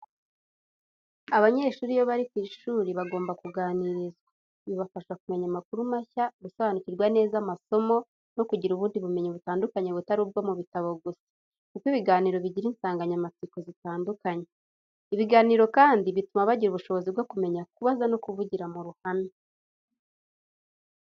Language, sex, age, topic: Kinyarwanda, female, 18-24, education